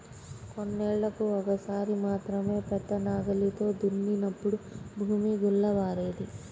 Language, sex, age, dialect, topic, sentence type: Telugu, male, 36-40, Central/Coastal, agriculture, statement